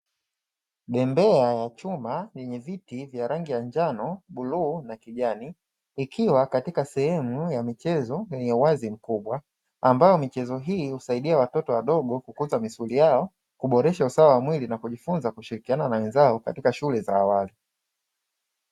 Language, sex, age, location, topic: Swahili, male, 25-35, Dar es Salaam, education